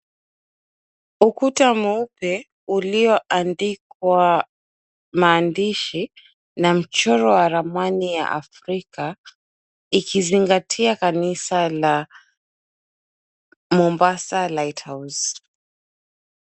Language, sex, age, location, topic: Swahili, female, 25-35, Mombasa, government